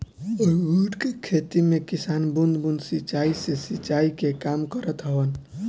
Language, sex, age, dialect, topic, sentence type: Bhojpuri, male, <18, Northern, agriculture, statement